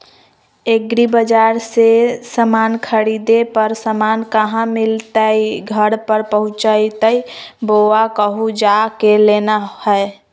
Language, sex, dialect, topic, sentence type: Magahi, female, Southern, agriculture, question